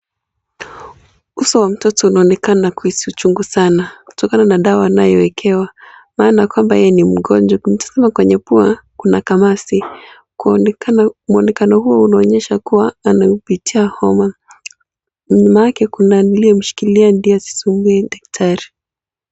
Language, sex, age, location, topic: Swahili, female, 18-24, Kisii, health